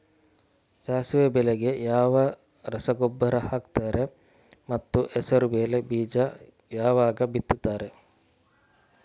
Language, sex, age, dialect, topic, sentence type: Kannada, male, 41-45, Coastal/Dakshin, agriculture, question